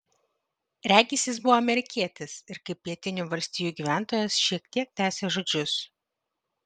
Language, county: Lithuanian, Vilnius